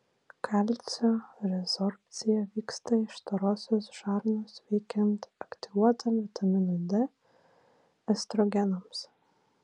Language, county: Lithuanian, Vilnius